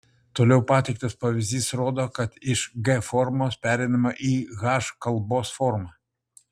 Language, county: Lithuanian, Utena